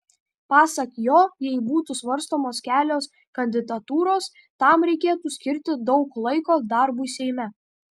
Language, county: Lithuanian, Kaunas